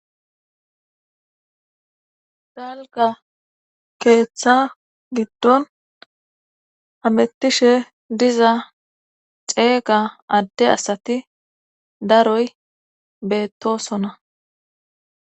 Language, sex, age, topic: Gamo, female, 18-24, government